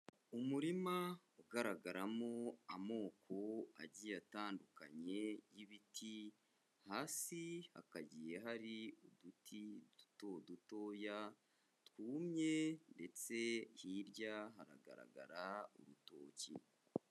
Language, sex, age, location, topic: Kinyarwanda, male, 25-35, Kigali, agriculture